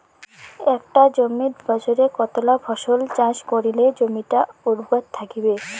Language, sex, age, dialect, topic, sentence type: Bengali, female, 18-24, Rajbangshi, agriculture, question